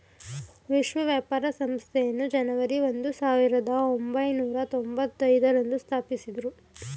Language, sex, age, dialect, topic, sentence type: Kannada, female, 18-24, Mysore Kannada, banking, statement